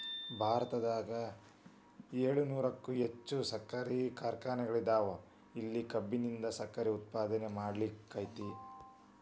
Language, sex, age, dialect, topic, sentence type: Kannada, female, 18-24, Dharwad Kannada, agriculture, statement